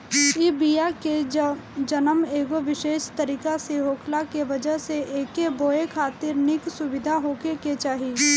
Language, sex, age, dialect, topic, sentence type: Bhojpuri, female, 18-24, Northern, agriculture, statement